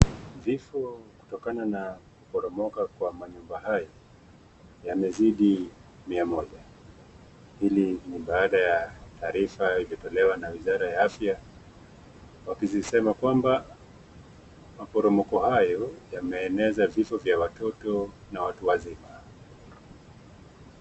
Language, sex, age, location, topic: Swahili, male, 25-35, Nakuru, health